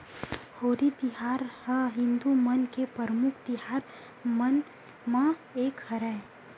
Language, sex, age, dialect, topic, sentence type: Chhattisgarhi, female, 18-24, Western/Budati/Khatahi, agriculture, statement